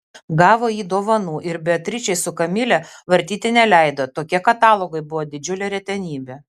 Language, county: Lithuanian, Vilnius